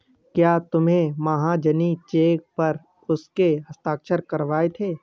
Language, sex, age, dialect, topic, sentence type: Hindi, male, 36-40, Awadhi Bundeli, banking, statement